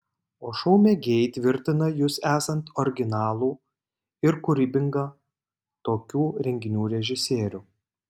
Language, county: Lithuanian, Panevėžys